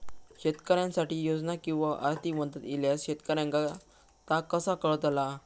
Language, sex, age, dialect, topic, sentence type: Marathi, male, 18-24, Southern Konkan, agriculture, question